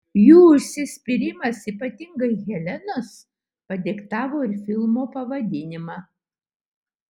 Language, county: Lithuanian, Utena